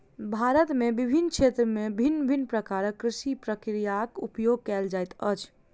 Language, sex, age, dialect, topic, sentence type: Maithili, female, 41-45, Southern/Standard, agriculture, statement